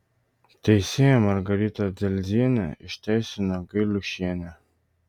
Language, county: Lithuanian, Vilnius